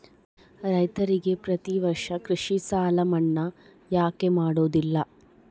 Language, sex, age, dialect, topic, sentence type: Kannada, female, 25-30, Central, agriculture, question